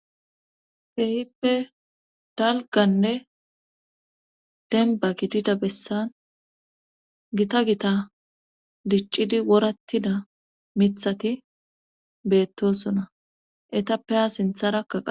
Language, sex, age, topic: Gamo, female, 25-35, government